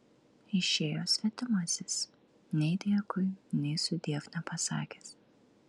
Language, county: Lithuanian, Klaipėda